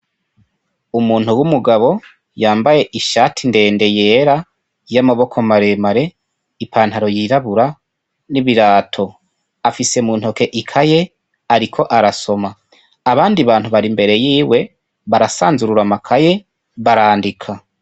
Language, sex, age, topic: Rundi, male, 25-35, education